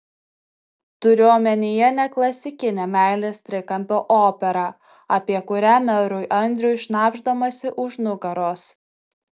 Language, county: Lithuanian, Tauragė